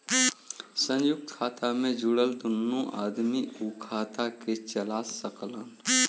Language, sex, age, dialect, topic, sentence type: Bhojpuri, male, <18, Western, banking, statement